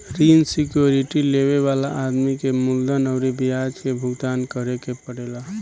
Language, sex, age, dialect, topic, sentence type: Bhojpuri, male, 18-24, Southern / Standard, banking, statement